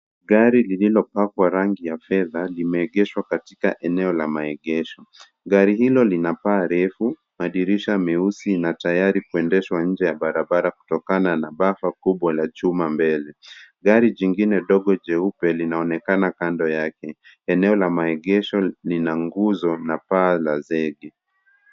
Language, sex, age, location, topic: Swahili, male, 18-24, Nairobi, finance